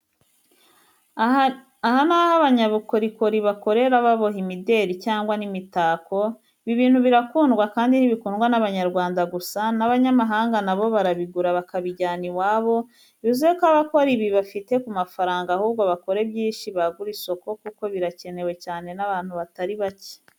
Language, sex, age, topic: Kinyarwanda, female, 25-35, education